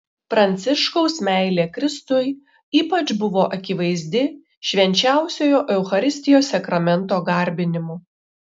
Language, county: Lithuanian, Šiauliai